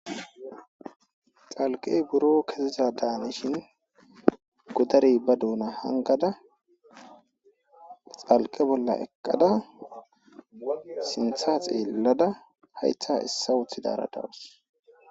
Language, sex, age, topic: Gamo, female, 18-24, agriculture